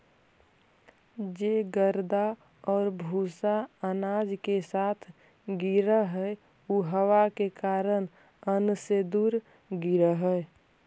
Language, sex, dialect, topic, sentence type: Magahi, female, Central/Standard, agriculture, statement